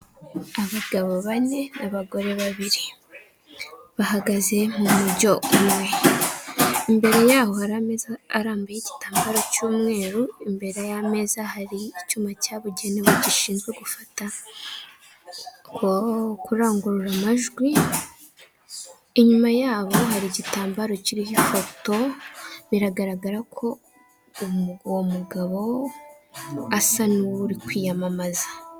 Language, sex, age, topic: Kinyarwanda, female, 18-24, government